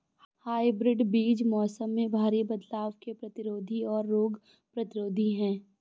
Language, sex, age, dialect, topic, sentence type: Hindi, female, 25-30, Awadhi Bundeli, agriculture, statement